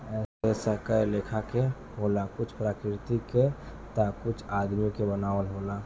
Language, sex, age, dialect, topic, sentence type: Bhojpuri, male, 18-24, Southern / Standard, agriculture, statement